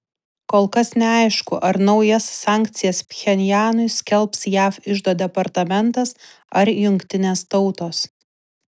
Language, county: Lithuanian, Vilnius